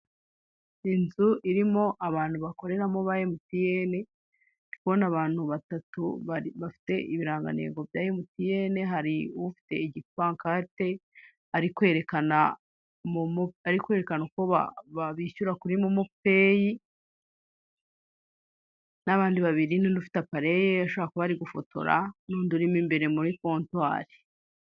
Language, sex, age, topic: Kinyarwanda, female, 36-49, finance